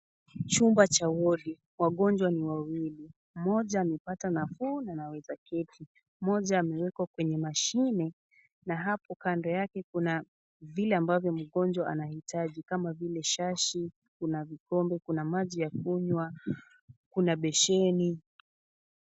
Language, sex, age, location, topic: Swahili, female, 18-24, Kisumu, health